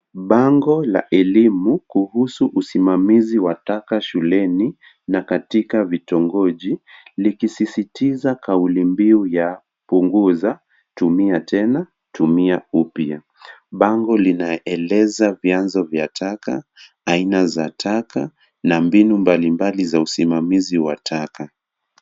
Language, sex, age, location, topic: Swahili, male, 50+, Kisumu, education